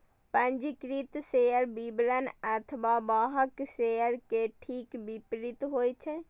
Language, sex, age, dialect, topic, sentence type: Maithili, female, 36-40, Eastern / Thethi, banking, statement